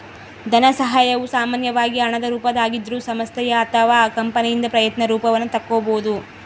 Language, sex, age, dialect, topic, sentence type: Kannada, female, 18-24, Central, banking, statement